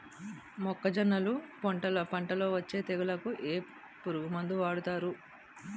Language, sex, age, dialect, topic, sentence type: Telugu, female, 36-40, Utterandhra, agriculture, question